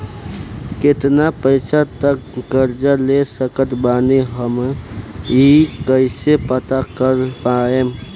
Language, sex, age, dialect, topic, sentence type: Bhojpuri, male, <18, Southern / Standard, banking, question